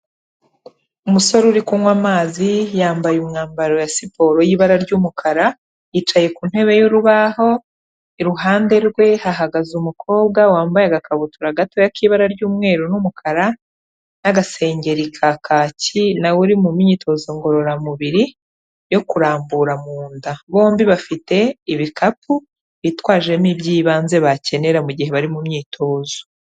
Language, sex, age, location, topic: Kinyarwanda, female, 36-49, Kigali, health